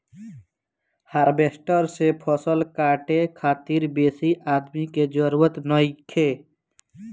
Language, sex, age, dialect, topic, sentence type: Bhojpuri, male, 18-24, Northern, agriculture, statement